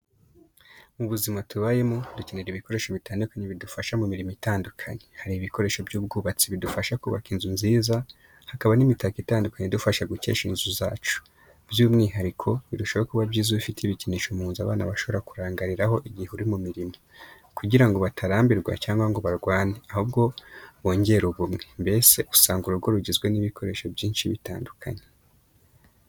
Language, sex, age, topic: Kinyarwanda, male, 25-35, education